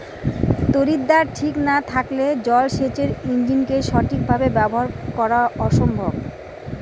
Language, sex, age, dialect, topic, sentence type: Bengali, female, 18-24, Rajbangshi, agriculture, question